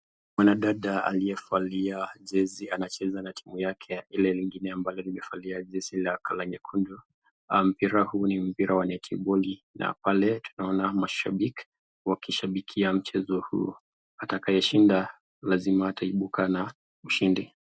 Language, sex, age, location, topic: Swahili, male, 36-49, Nakuru, government